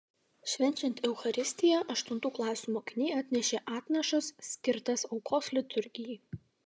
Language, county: Lithuanian, Vilnius